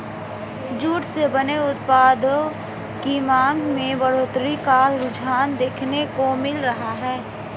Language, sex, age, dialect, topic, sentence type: Hindi, female, 25-30, Marwari Dhudhari, agriculture, statement